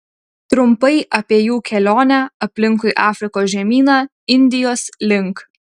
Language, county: Lithuanian, Utena